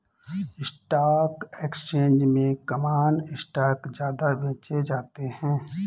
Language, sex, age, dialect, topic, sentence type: Hindi, male, 25-30, Awadhi Bundeli, banking, statement